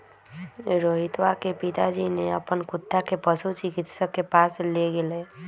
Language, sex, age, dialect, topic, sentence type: Magahi, female, 18-24, Western, agriculture, statement